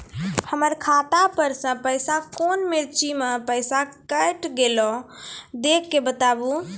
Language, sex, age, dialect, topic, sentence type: Maithili, female, 25-30, Angika, banking, question